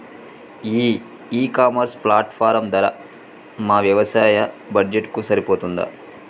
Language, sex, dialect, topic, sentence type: Telugu, male, Telangana, agriculture, question